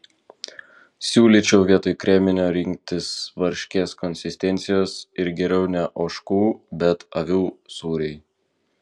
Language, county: Lithuanian, Vilnius